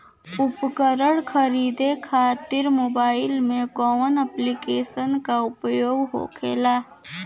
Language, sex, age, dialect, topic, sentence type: Bhojpuri, female, <18, Western, agriculture, question